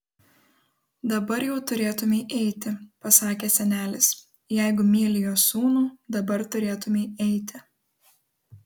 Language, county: Lithuanian, Kaunas